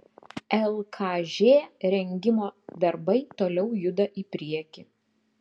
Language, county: Lithuanian, Klaipėda